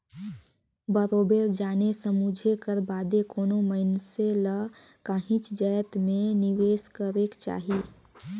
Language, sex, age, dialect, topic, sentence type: Chhattisgarhi, female, 18-24, Northern/Bhandar, banking, statement